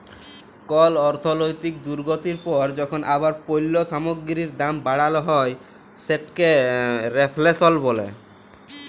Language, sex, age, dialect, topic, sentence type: Bengali, male, 18-24, Jharkhandi, banking, statement